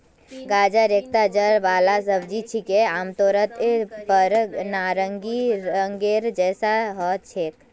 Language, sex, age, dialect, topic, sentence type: Magahi, female, 18-24, Northeastern/Surjapuri, agriculture, statement